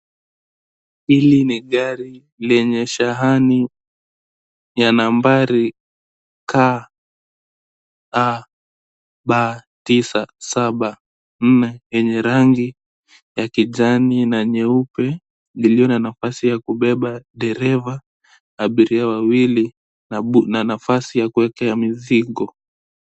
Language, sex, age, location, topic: Swahili, male, 18-24, Nairobi, finance